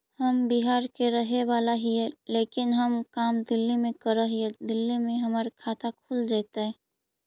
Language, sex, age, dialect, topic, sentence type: Magahi, female, 25-30, Central/Standard, banking, question